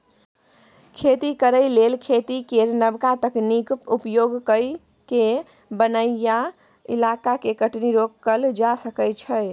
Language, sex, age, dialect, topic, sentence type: Maithili, female, 18-24, Bajjika, agriculture, statement